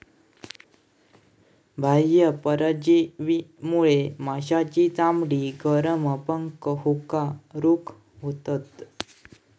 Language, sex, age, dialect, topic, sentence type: Marathi, male, 18-24, Southern Konkan, agriculture, statement